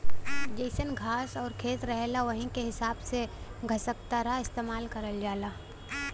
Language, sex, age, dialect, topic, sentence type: Bhojpuri, female, 18-24, Western, agriculture, statement